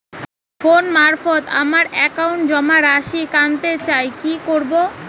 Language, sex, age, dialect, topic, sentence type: Bengali, female, 18-24, Rajbangshi, banking, question